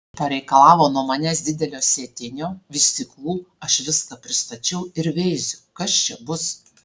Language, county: Lithuanian, Alytus